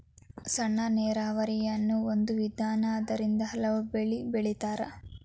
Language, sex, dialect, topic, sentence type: Kannada, female, Dharwad Kannada, agriculture, statement